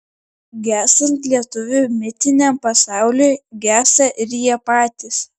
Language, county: Lithuanian, Šiauliai